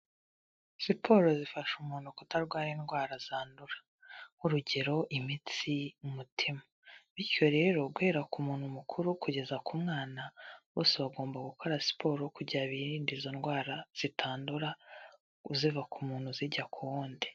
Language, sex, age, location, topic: Kinyarwanda, female, 18-24, Kigali, health